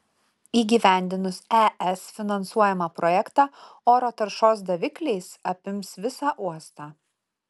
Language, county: Lithuanian, Utena